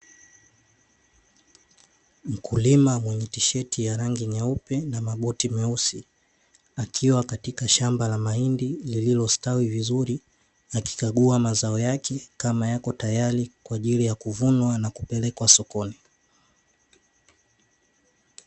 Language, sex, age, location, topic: Swahili, male, 18-24, Dar es Salaam, agriculture